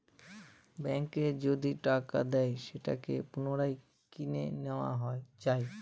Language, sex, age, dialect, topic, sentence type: Bengali, male, 25-30, Northern/Varendri, banking, statement